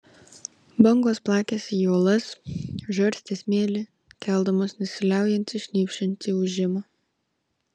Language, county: Lithuanian, Vilnius